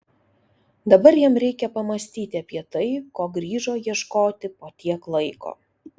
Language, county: Lithuanian, Alytus